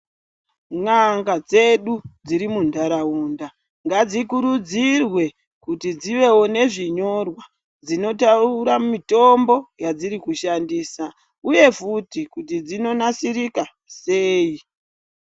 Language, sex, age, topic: Ndau, male, 18-24, health